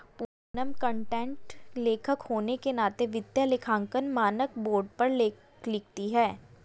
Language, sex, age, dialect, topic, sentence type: Hindi, female, 25-30, Hindustani Malvi Khadi Boli, banking, statement